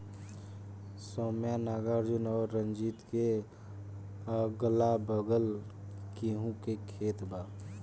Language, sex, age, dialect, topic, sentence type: Bhojpuri, male, 18-24, Southern / Standard, agriculture, question